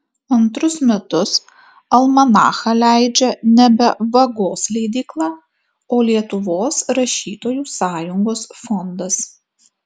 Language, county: Lithuanian, Kaunas